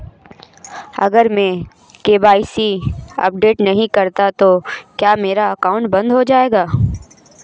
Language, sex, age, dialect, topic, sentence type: Hindi, female, 25-30, Marwari Dhudhari, banking, question